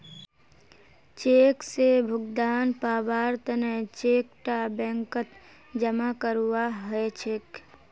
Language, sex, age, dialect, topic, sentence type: Magahi, female, 18-24, Northeastern/Surjapuri, banking, statement